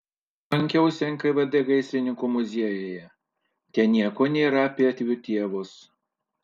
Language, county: Lithuanian, Panevėžys